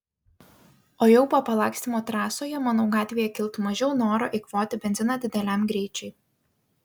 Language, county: Lithuanian, Vilnius